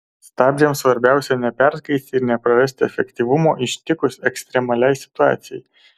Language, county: Lithuanian, Kaunas